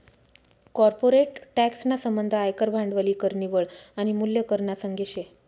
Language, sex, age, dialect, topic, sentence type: Marathi, female, 36-40, Northern Konkan, banking, statement